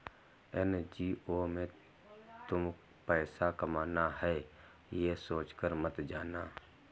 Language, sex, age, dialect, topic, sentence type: Hindi, male, 51-55, Kanauji Braj Bhasha, banking, statement